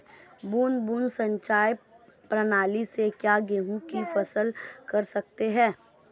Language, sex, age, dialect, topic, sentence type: Hindi, female, 25-30, Marwari Dhudhari, agriculture, question